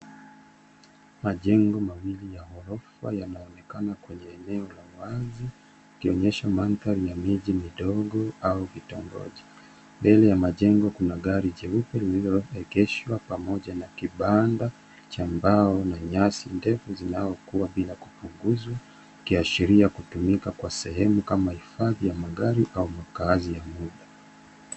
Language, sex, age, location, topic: Swahili, male, 36-49, Nairobi, finance